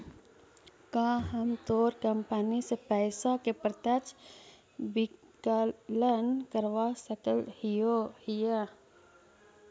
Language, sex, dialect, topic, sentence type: Magahi, female, Central/Standard, agriculture, statement